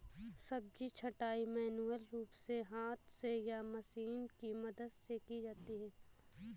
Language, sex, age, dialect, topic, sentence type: Hindi, female, 18-24, Awadhi Bundeli, agriculture, statement